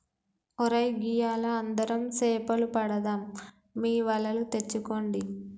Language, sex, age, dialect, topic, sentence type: Telugu, female, 18-24, Telangana, agriculture, statement